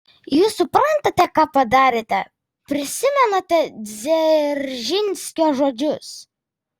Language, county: Lithuanian, Vilnius